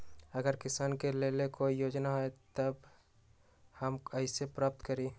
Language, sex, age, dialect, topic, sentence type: Magahi, male, 18-24, Western, agriculture, question